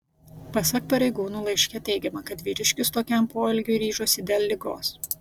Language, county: Lithuanian, Vilnius